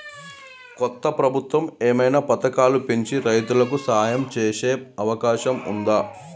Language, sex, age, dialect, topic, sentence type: Telugu, male, 41-45, Telangana, agriculture, question